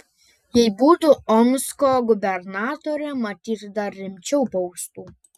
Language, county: Lithuanian, Panevėžys